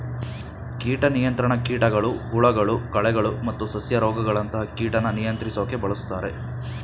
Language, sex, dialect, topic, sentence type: Kannada, male, Mysore Kannada, agriculture, statement